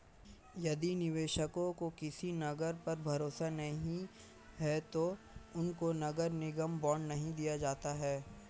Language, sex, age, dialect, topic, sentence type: Hindi, male, 18-24, Hindustani Malvi Khadi Boli, banking, statement